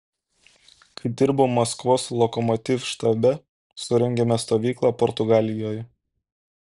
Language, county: Lithuanian, Kaunas